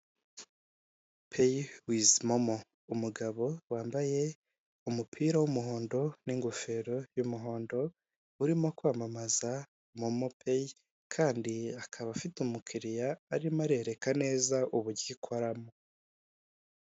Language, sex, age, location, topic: Kinyarwanda, male, 18-24, Kigali, finance